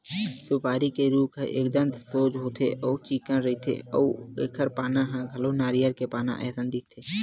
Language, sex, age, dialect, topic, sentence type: Chhattisgarhi, male, 18-24, Western/Budati/Khatahi, agriculture, statement